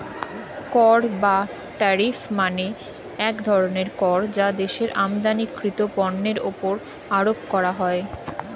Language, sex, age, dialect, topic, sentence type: Bengali, female, 25-30, Standard Colloquial, banking, statement